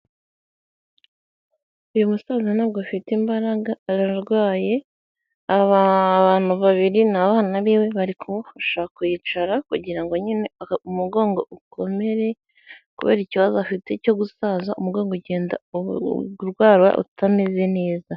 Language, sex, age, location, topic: Kinyarwanda, female, 18-24, Huye, health